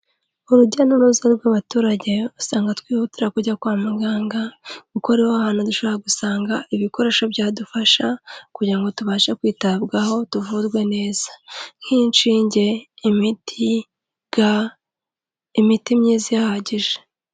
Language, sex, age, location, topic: Kinyarwanda, female, 25-35, Kigali, health